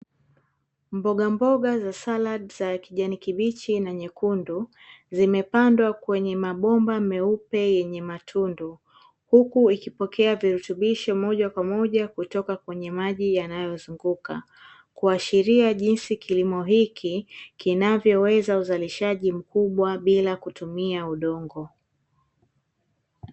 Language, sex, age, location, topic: Swahili, female, 25-35, Dar es Salaam, agriculture